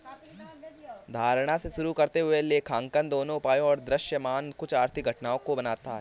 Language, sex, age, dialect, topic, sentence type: Hindi, male, 18-24, Awadhi Bundeli, banking, statement